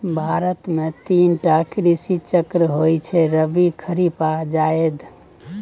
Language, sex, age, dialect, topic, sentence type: Maithili, male, 25-30, Bajjika, agriculture, statement